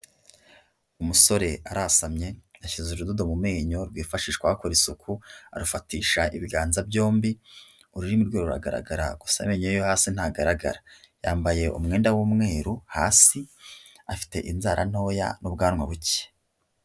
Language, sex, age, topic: Kinyarwanda, male, 25-35, health